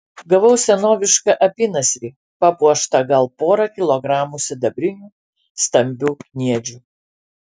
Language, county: Lithuanian, Alytus